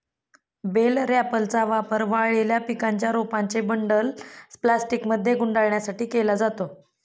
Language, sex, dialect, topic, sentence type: Marathi, female, Standard Marathi, agriculture, statement